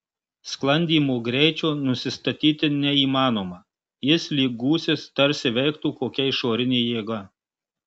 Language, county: Lithuanian, Marijampolė